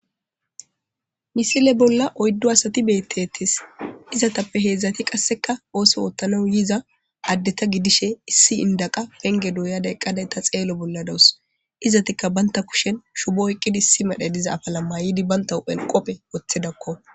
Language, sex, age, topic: Gamo, female, 25-35, government